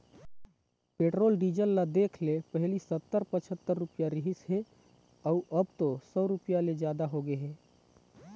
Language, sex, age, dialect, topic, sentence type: Chhattisgarhi, male, 31-35, Eastern, banking, statement